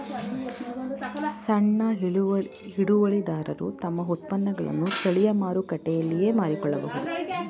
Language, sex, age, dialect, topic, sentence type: Kannada, female, 18-24, Mysore Kannada, agriculture, statement